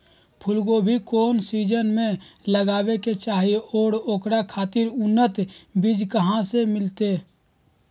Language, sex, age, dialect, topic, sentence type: Magahi, male, 41-45, Southern, agriculture, question